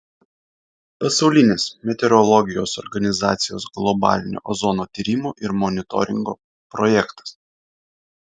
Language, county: Lithuanian, Vilnius